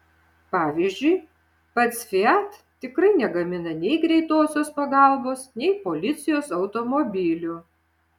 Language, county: Lithuanian, Šiauliai